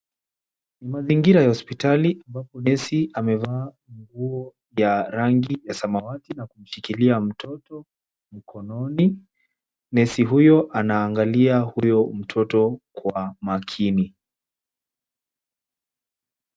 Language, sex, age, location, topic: Swahili, male, 18-24, Kisumu, health